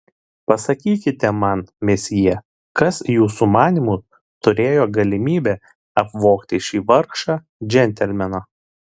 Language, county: Lithuanian, Šiauliai